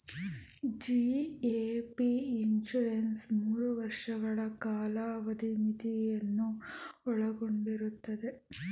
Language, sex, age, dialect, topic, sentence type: Kannada, female, 31-35, Mysore Kannada, banking, statement